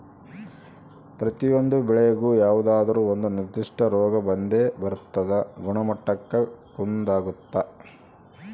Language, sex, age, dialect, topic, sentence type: Kannada, male, 31-35, Central, agriculture, statement